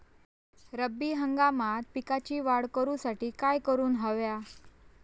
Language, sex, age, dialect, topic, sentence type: Marathi, female, 25-30, Southern Konkan, agriculture, question